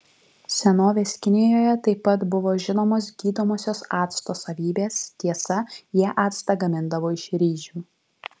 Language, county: Lithuanian, Vilnius